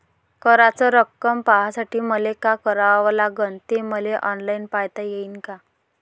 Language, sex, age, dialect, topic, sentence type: Marathi, female, 25-30, Varhadi, banking, question